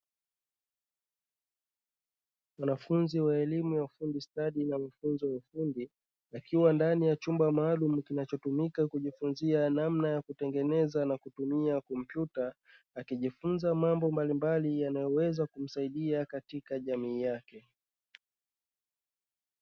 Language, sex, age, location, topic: Swahili, male, 25-35, Dar es Salaam, education